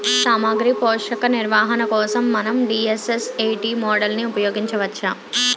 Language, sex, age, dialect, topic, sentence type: Telugu, female, 25-30, Utterandhra, agriculture, question